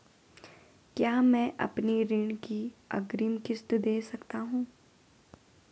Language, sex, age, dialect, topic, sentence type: Hindi, female, 25-30, Garhwali, banking, question